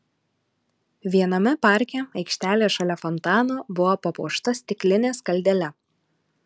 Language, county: Lithuanian, Alytus